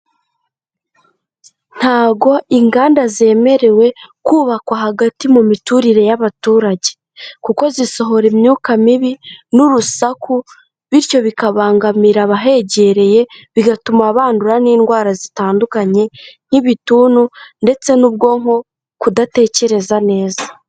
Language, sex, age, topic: Kinyarwanda, female, 18-24, health